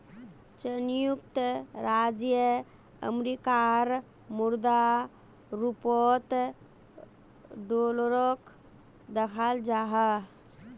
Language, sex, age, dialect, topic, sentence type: Magahi, female, 18-24, Northeastern/Surjapuri, banking, statement